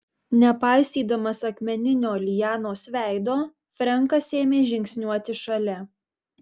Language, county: Lithuanian, Marijampolė